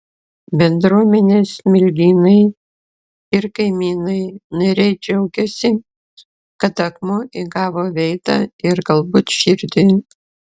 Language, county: Lithuanian, Klaipėda